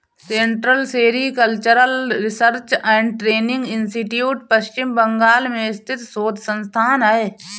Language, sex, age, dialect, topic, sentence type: Hindi, female, 31-35, Marwari Dhudhari, agriculture, statement